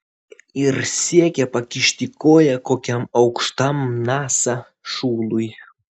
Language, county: Lithuanian, Vilnius